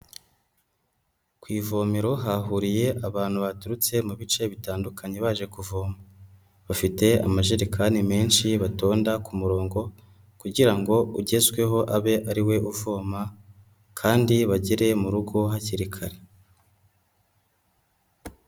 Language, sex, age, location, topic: Kinyarwanda, male, 18-24, Nyagatare, health